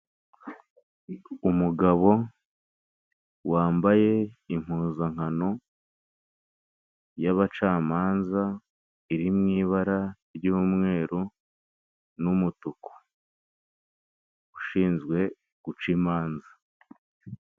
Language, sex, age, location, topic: Kinyarwanda, male, 18-24, Kigali, government